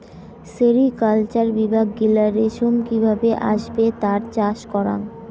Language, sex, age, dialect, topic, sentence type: Bengali, female, 18-24, Rajbangshi, agriculture, statement